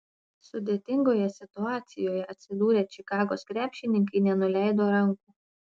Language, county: Lithuanian, Panevėžys